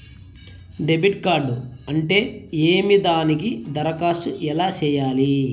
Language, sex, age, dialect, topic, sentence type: Telugu, male, 31-35, Southern, banking, question